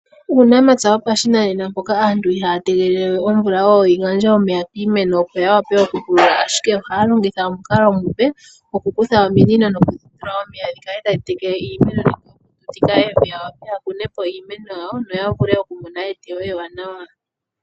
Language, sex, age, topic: Oshiwambo, female, 18-24, agriculture